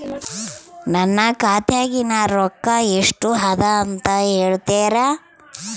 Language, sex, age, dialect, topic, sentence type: Kannada, female, 36-40, Central, banking, question